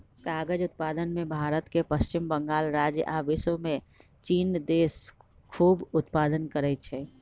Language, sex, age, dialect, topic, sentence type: Magahi, male, 41-45, Western, agriculture, statement